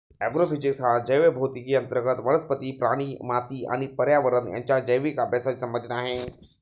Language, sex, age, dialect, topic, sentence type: Marathi, male, 36-40, Standard Marathi, agriculture, statement